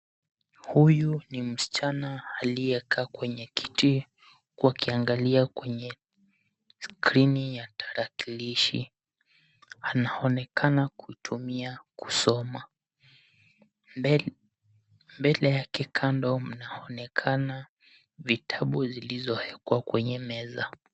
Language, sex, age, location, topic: Swahili, male, 18-24, Nairobi, education